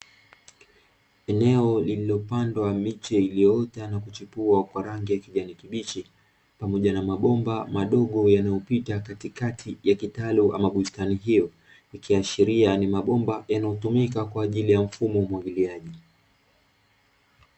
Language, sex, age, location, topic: Swahili, male, 25-35, Dar es Salaam, agriculture